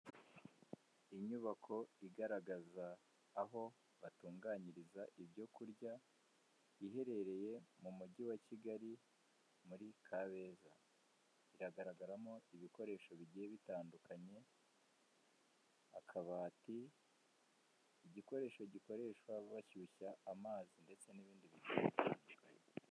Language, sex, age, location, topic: Kinyarwanda, male, 18-24, Kigali, finance